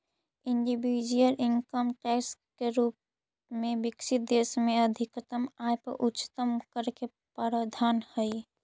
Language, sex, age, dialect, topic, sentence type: Magahi, female, 41-45, Central/Standard, banking, statement